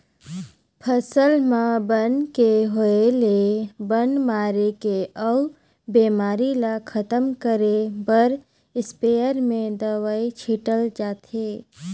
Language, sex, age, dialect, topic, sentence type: Chhattisgarhi, female, 25-30, Northern/Bhandar, agriculture, statement